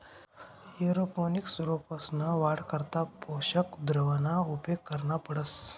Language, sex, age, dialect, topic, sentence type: Marathi, male, 18-24, Northern Konkan, agriculture, statement